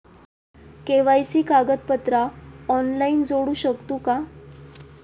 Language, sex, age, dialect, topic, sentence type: Marathi, female, 18-24, Southern Konkan, banking, question